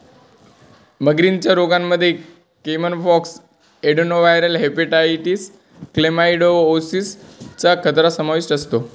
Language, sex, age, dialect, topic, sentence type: Marathi, male, 18-24, Northern Konkan, agriculture, statement